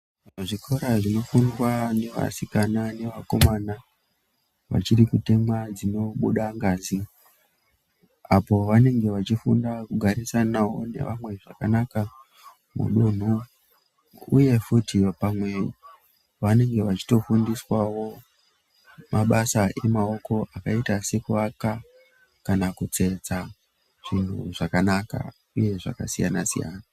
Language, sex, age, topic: Ndau, female, 18-24, education